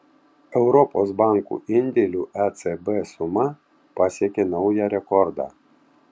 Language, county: Lithuanian, Tauragė